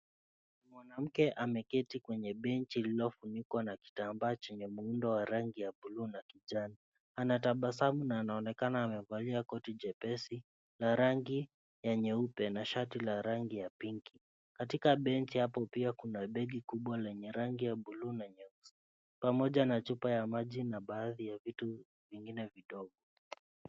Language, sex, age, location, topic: Swahili, male, 25-35, Nairobi, government